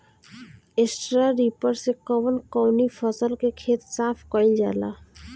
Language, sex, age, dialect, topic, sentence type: Bhojpuri, female, 18-24, Northern, agriculture, question